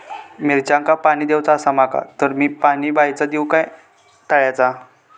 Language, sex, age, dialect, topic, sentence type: Marathi, male, 18-24, Southern Konkan, agriculture, question